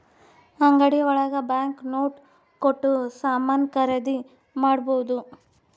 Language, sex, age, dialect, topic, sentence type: Kannada, female, 18-24, Central, banking, statement